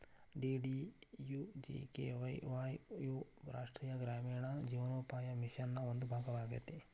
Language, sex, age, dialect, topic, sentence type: Kannada, male, 41-45, Dharwad Kannada, banking, statement